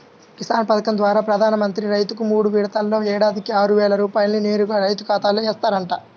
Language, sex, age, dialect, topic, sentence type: Telugu, male, 18-24, Central/Coastal, agriculture, statement